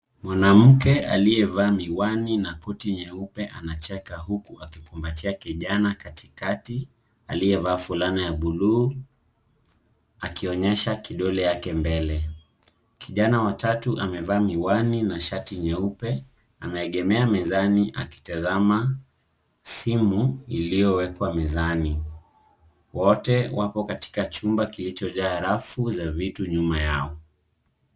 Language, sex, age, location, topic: Swahili, male, 18-24, Nairobi, education